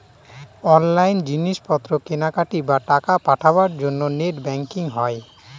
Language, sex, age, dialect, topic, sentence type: Bengali, male, 25-30, Northern/Varendri, banking, statement